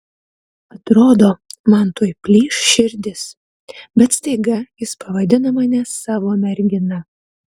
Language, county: Lithuanian, Utena